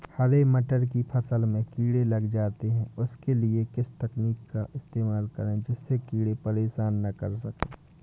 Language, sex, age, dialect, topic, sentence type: Hindi, male, 18-24, Awadhi Bundeli, agriculture, question